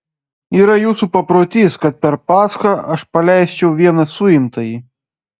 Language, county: Lithuanian, Klaipėda